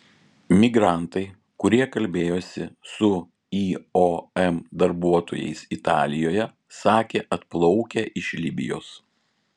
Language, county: Lithuanian, Vilnius